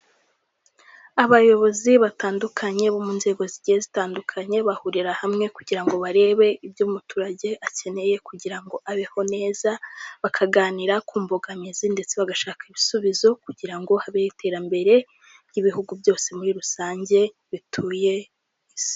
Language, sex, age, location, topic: Kinyarwanda, female, 18-24, Kigali, health